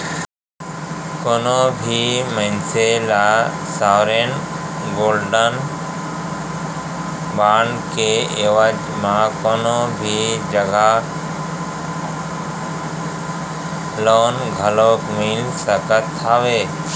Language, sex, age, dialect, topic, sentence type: Chhattisgarhi, male, 41-45, Central, banking, statement